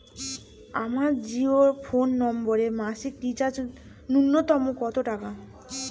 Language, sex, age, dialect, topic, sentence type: Bengali, female, 18-24, Rajbangshi, banking, question